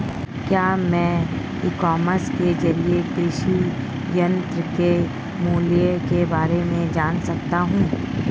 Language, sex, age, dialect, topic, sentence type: Hindi, female, 36-40, Marwari Dhudhari, agriculture, question